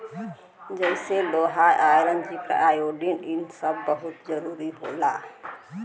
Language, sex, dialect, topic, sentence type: Bhojpuri, female, Western, agriculture, statement